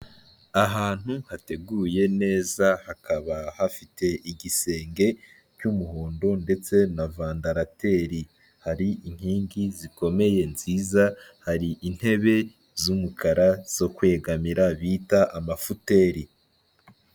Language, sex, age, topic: Kinyarwanda, male, 18-24, health